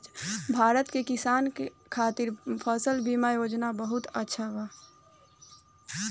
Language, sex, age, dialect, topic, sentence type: Bhojpuri, female, 18-24, Southern / Standard, banking, statement